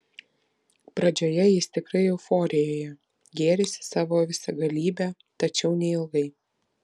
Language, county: Lithuanian, Vilnius